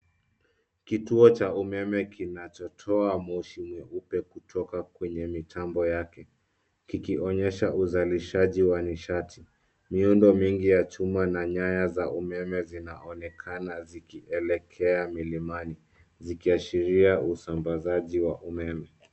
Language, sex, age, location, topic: Swahili, male, 18-24, Nairobi, government